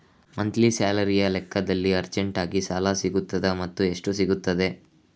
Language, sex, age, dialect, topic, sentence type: Kannada, male, 25-30, Coastal/Dakshin, banking, question